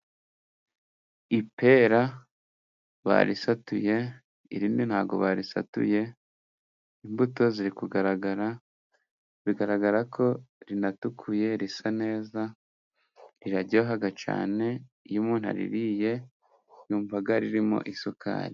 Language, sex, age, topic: Kinyarwanda, male, 25-35, agriculture